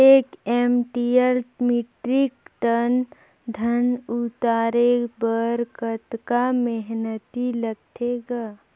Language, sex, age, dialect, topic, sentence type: Chhattisgarhi, female, 56-60, Northern/Bhandar, agriculture, question